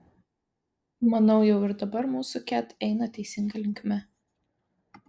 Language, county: Lithuanian, Vilnius